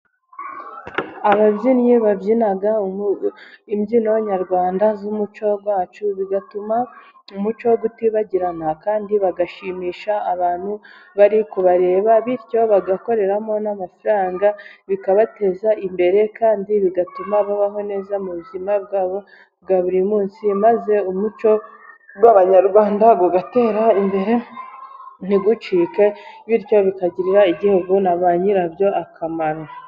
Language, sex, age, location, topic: Kinyarwanda, male, 36-49, Burera, government